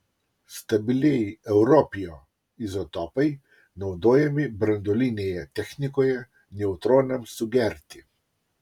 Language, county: Lithuanian, Utena